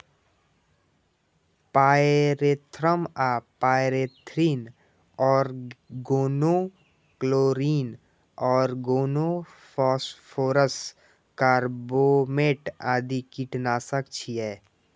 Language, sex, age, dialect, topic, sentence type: Maithili, male, 18-24, Eastern / Thethi, agriculture, statement